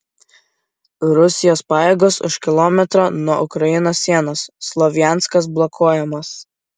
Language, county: Lithuanian, Kaunas